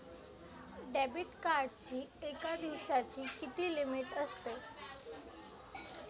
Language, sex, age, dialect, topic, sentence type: Marathi, female, 18-24, Standard Marathi, banking, question